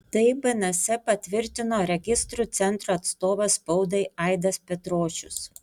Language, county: Lithuanian, Panevėžys